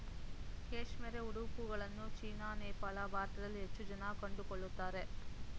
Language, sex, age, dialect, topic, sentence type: Kannada, female, 18-24, Mysore Kannada, agriculture, statement